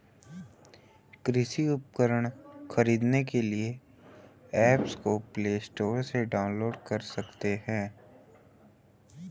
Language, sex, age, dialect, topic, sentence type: Hindi, female, 31-35, Hindustani Malvi Khadi Boli, agriculture, statement